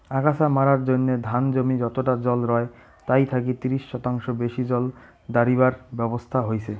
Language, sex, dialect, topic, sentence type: Bengali, male, Rajbangshi, agriculture, statement